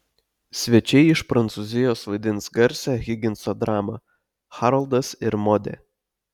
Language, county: Lithuanian, Telšiai